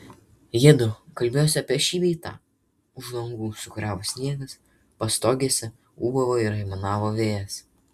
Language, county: Lithuanian, Vilnius